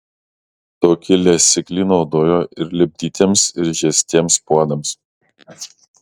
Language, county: Lithuanian, Kaunas